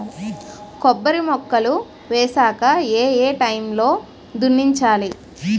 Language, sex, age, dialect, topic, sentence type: Telugu, female, 46-50, Utterandhra, agriculture, question